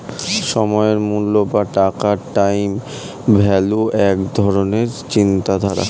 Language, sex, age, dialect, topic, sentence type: Bengali, male, 18-24, Standard Colloquial, banking, statement